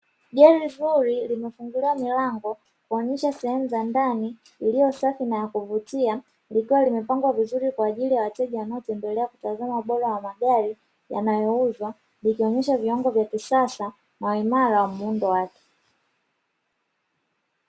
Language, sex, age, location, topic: Swahili, female, 25-35, Dar es Salaam, finance